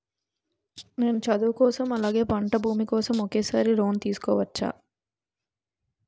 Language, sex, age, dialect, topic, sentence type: Telugu, female, 18-24, Utterandhra, banking, question